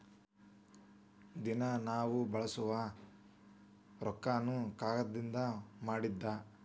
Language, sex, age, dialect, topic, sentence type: Kannada, female, 18-24, Dharwad Kannada, agriculture, statement